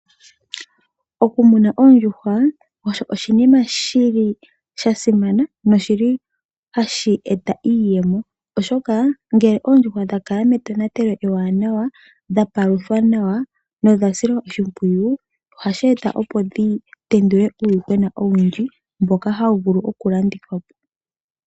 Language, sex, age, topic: Oshiwambo, female, 18-24, agriculture